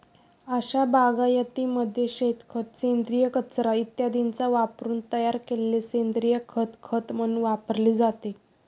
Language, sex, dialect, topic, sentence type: Marathi, female, Standard Marathi, agriculture, statement